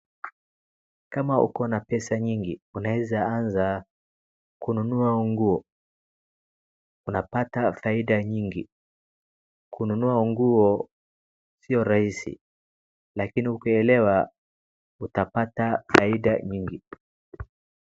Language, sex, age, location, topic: Swahili, male, 36-49, Wajir, finance